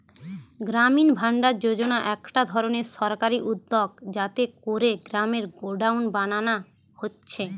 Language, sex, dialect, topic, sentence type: Bengali, female, Western, agriculture, statement